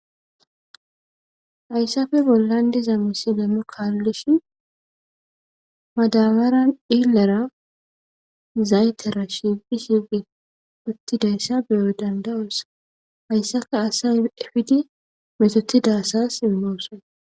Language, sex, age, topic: Gamo, female, 18-24, government